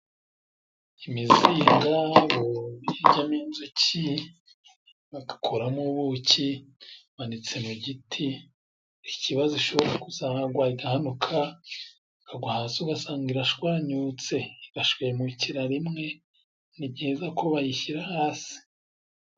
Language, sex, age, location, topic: Kinyarwanda, male, 25-35, Musanze, government